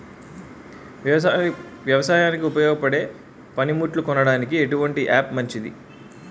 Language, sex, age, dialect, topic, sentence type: Telugu, male, 31-35, Utterandhra, agriculture, question